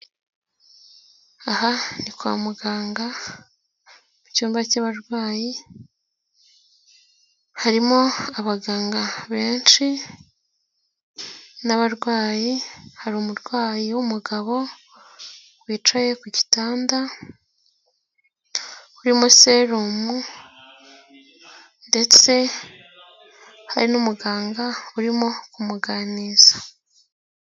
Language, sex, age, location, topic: Kinyarwanda, female, 18-24, Nyagatare, health